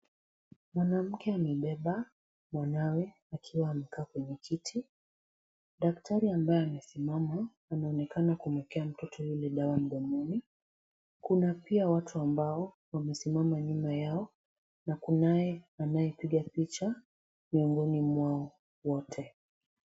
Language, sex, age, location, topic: Swahili, female, 18-24, Kisumu, health